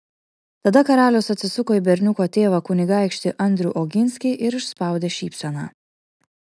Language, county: Lithuanian, Kaunas